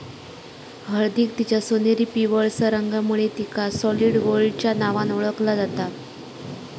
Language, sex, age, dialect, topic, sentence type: Marathi, female, 25-30, Southern Konkan, agriculture, statement